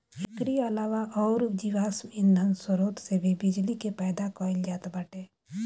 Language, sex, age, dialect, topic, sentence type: Bhojpuri, male, 18-24, Northern, agriculture, statement